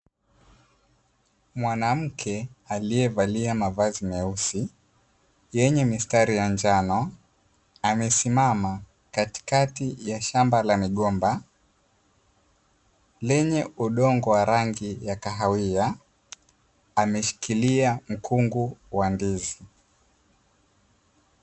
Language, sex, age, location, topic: Swahili, male, 18-24, Dar es Salaam, agriculture